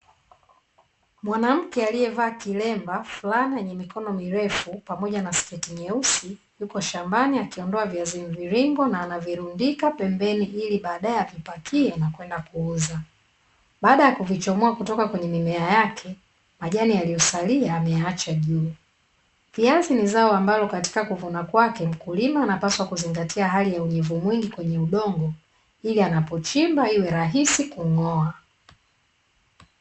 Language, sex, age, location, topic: Swahili, female, 25-35, Dar es Salaam, agriculture